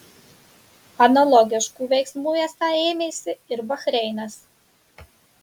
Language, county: Lithuanian, Marijampolė